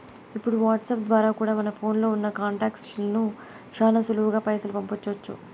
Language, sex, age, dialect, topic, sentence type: Telugu, female, 18-24, Southern, banking, statement